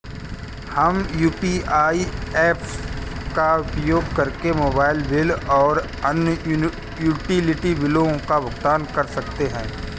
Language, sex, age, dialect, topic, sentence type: Hindi, male, 31-35, Kanauji Braj Bhasha, banking, statement